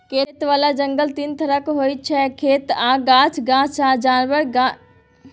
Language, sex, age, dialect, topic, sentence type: Maithili, female, 18-24, Bajjika, agriculture, statement